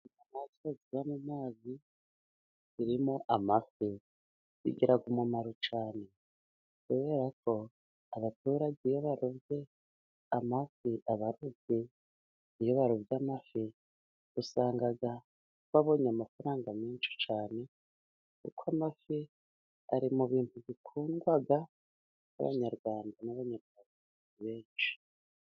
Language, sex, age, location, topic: Kinyarwanda, female, 36-49, Musanze, agriculture